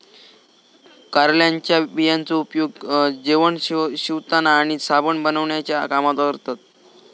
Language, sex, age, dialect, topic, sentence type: Marathi, male, 18-24, Southern Konkan, agriculture, statement